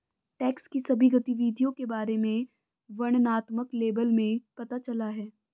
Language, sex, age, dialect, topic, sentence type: Hindi, female, 25-30, Hindustani Malvi Khadi Boli, banking, statement